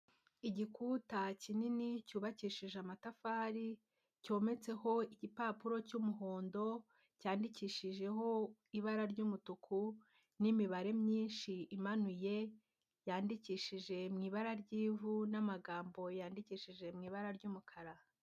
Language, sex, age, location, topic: Kinyarwanda, female, 18-24, Huye, education